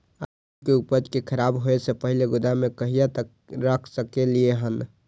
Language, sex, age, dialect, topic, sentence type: Maithili, male, 18-24, Eastern / Thethi, agriculture, question